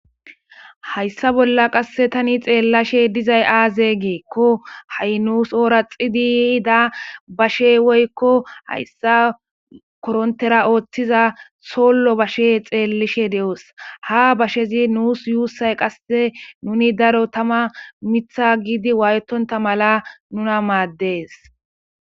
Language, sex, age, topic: Gamo, male, 18-24, government